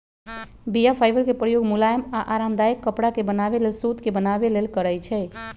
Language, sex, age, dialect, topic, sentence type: Magahi, male, 51-55, Western, agriculture, statement